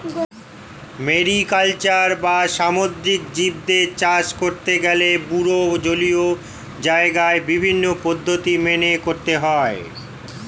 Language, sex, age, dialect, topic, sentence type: Bengali, male, 46-50, Standard Colloquial, agriculture, statement